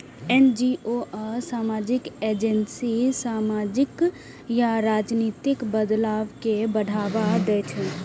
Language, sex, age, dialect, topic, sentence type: Maithili, female, 18-24, Eastern / Thethi, banking, statement